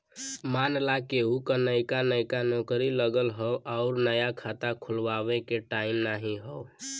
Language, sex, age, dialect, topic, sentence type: Bhojpuri, male, <18, Western, banking, statement